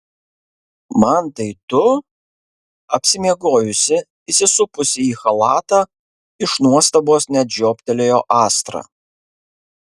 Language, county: Lithuanian, Kaunas